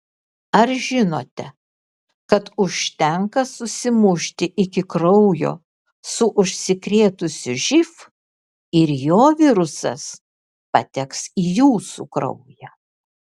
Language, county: Lithuanian, Kaunas